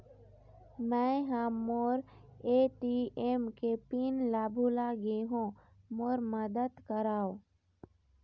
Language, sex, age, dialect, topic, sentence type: Chhattisgarhi, female, 60-100, Eastern, banking, statement